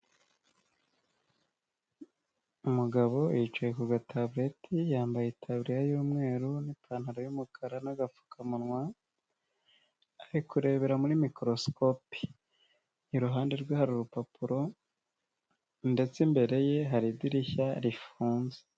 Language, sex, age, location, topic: Kinyarwanda, male, 18-24, Nyagatare, health